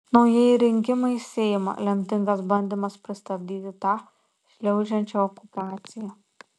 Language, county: Lithuanian, Šiauliai